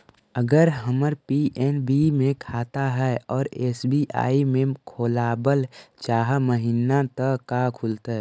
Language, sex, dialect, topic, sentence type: Magahi, male, Central/Standard, banking, question